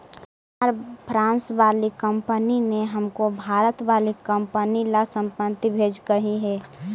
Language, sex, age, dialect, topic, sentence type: Magahi, female, 18-24, Central/Standard, agriculture, statement